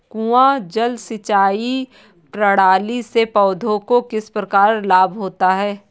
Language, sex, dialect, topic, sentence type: Hindi, female, Kanauji Braj Bhasha, agriculture, question